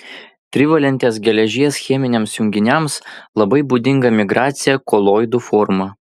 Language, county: Lithuanian, Vilnius